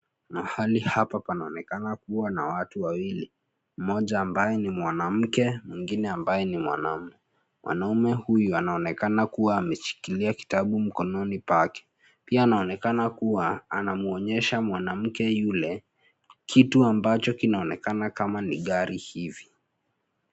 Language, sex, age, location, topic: Swahili, male, 18-24, Nairobi, finance